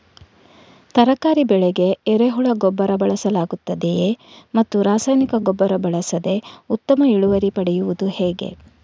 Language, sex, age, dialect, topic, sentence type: Kannada, female, 18-24, Coastal/Dakshin, agriculture, question